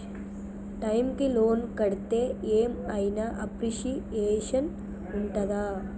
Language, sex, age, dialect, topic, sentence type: Telugu, female, 25-30, Telangana, banking, question